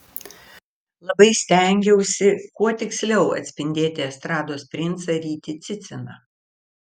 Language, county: Lithuanian, Vilnius